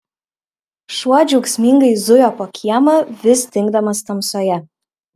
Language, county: Lithuanian, Klaipėda